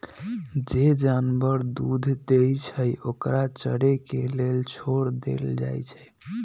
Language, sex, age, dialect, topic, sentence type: Magahi, male, 18-24, Western, agriculture, statement